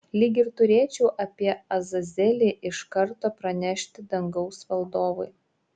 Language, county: Lithuanian, Šiauliai